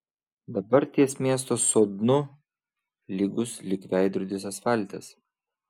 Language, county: Lithuanian, Vilnius